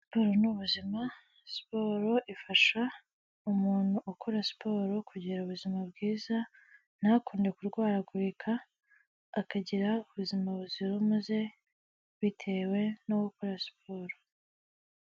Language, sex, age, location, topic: Kinyarwanda, female, 18-24, Kigali, health